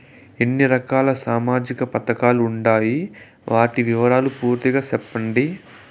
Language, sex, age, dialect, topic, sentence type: Telugu, male, 18-24, Southern, banking, question